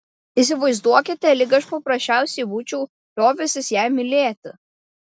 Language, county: Lithuanian, Klaipėda